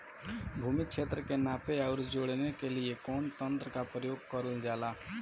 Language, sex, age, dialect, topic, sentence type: Bhojpuri, male, 25-30, Northern, agriculture, question